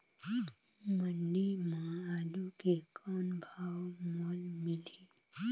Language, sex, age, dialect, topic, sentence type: Chhattisgarhi, female, 25-30, Northern/Bhandar, agriculture, question